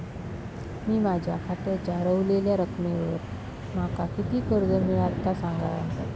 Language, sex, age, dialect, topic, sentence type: Marathi, female, 18-24, Southern Konkan, banking, question